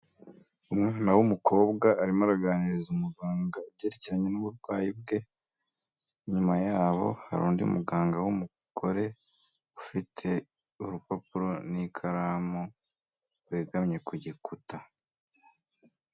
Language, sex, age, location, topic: Kinyarwanda, male, 25-35, Kigali, health